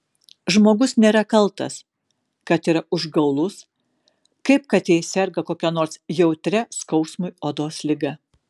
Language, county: Lithuanian, Kaunas